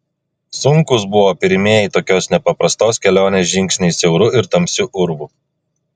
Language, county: Lithuanian, Klaipėda